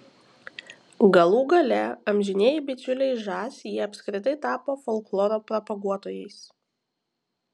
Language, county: Lithuanian, Kaunas